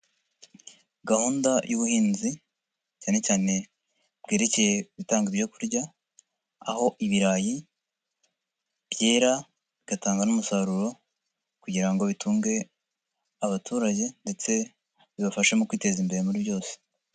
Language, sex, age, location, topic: Kinyarwanda, male, 50+, Nyagatare, agriculture